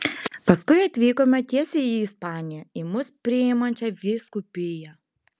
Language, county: Lithuanian, Klaipėda